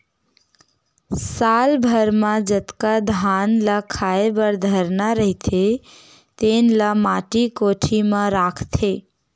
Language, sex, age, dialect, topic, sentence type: Chhattisgarhi, female, 18-24, Western/Budati/Khatahi, agriculture, statement